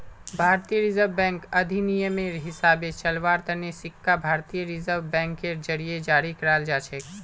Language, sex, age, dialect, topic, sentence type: Magahi, male, 18-24, Northeastern/Surjapuri, banking, statement